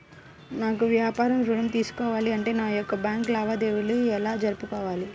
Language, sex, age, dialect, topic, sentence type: Telugu, female, 18-24, Central/Coastal, banking, question